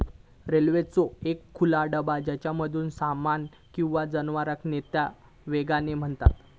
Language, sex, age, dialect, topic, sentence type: Marathi, male, 18-24, Southern Konkan, agriculture, statement